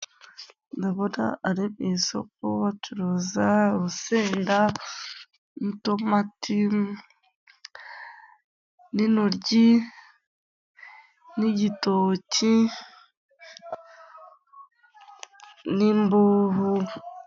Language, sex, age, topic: Kinyarwanda, female, 36-49, finance